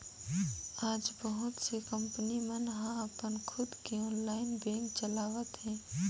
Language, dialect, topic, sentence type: Chhattisgarhi, Northern/Bhandar, banking, statement